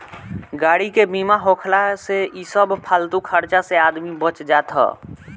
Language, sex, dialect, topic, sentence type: Bhojpuri, male, Northern, banking, statement